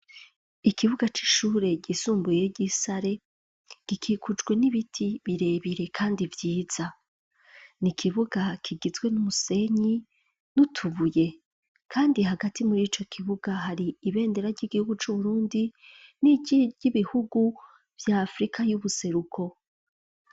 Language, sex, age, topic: Rundi, female, 25-35, education